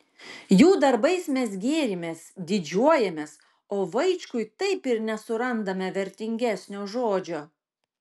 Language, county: Lithuanian, Klaipėda